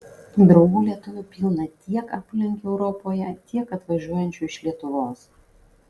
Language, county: Lithuanian, Kaunas